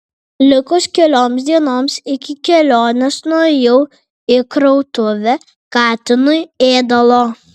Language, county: Lithuanian, Vilnius